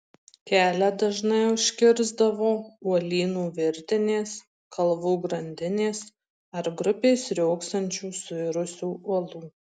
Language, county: Lithuanian, Marijampolė